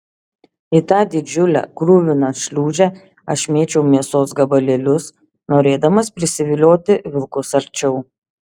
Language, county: Lithuanian, Šiauliai